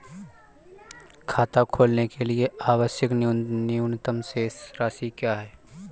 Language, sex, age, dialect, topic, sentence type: Hindi, male, 31-35, Awadhi Bundeli, banking, question